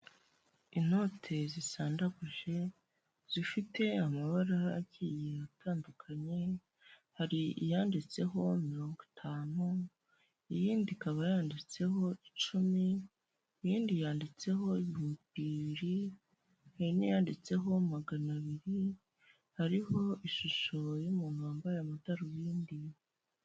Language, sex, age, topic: Kinyarwanda, female, 25-35, finance